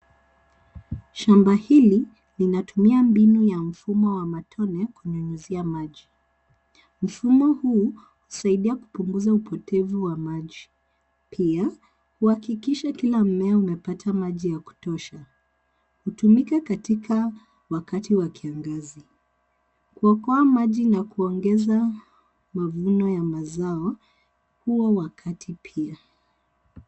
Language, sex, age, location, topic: Swahili, female, 36-49, Nairobi, agriculture